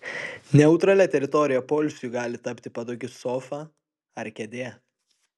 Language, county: Lithuanian, Kaunas